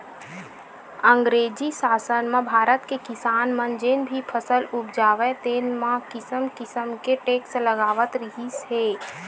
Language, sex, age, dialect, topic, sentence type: Chhattisgarhi, female, 18-24, Western/Budati/Khatahi, agriculture, statement